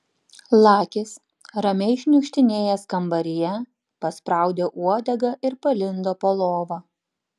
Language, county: Lithuanian, Panevėžys